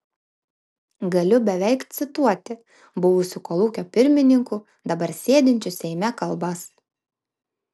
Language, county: Lithuanian, Vilnius